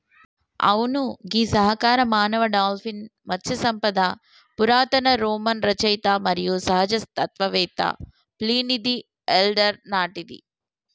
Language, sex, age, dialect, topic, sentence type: Telugu, female, 36-40, Telangana, agriculture, statement